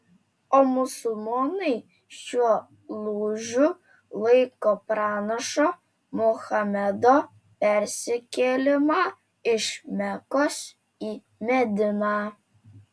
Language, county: Lithuanian, Telšiai